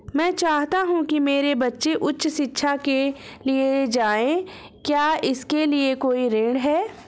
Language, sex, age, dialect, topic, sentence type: Hindi, female, 25-30, Awadhi Bundeli, banking, question